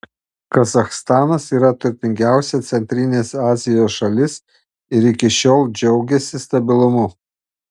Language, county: Lithuanian, Panevėžys